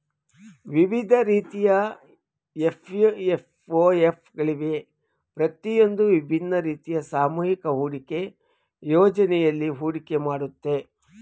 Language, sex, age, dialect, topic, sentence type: Kannada, male, 51-55, Mysore Kannada, banking, statement